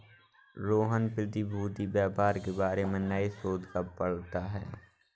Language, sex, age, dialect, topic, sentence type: Hindi, male, 18-24, Awadhi Bundeli, banking, statement